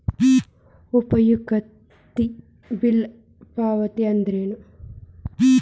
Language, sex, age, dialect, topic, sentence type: Kannada, female, 25-30, Dharwad Kannada, banking, question